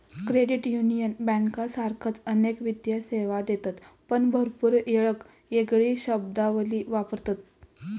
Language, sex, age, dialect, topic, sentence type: Marathi, female, 18-24, Southern Konkan, banking, statement